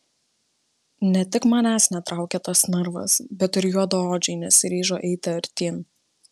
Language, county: Lithuanian, Vilnius